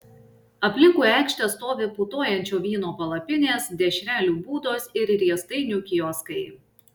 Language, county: Lithuanian, Šiauliai